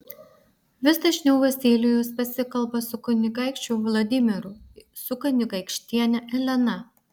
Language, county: Lithuanian, Vilnius